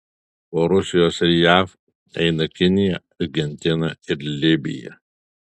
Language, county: Lithuanian, Alytus